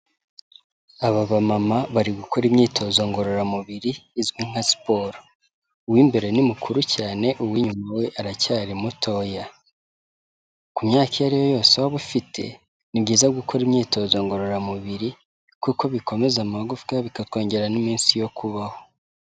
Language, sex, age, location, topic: Kinyarwanda, male, 18-24, Kigali, health